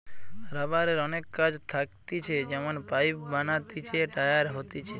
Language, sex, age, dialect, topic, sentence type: Bengali, male, 25-30, Western, agriculture, statement